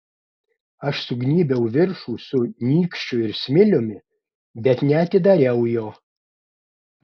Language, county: Lithuanian, Klaipėda